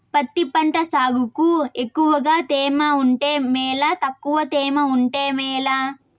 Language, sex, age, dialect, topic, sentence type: Telugu, female, 18-24, Southern, agriculture, question